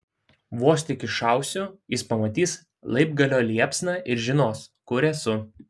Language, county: Lithuanian, Šiauliai